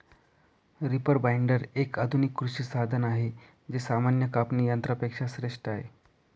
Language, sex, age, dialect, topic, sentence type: Marathi, male, 25-30, Northern Konkan, agriculture, statement